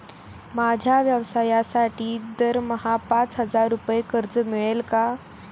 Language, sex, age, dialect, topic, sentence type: Marathi, female, 18-24, Standard Marathi, banking, question